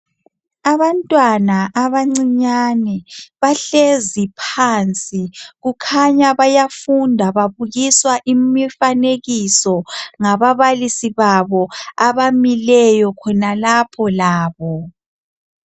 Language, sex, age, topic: North Ndebele, male, 25-35, education